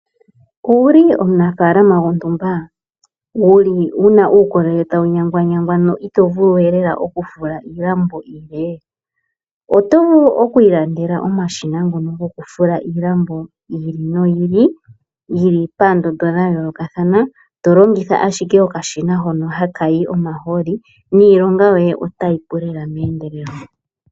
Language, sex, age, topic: Oshiwambo, male, 25-35, agriculture